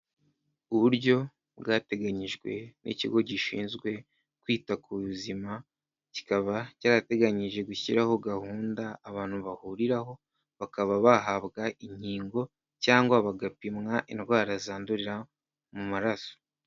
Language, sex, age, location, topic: Kinyarwanda, male, 50+, Kigali, health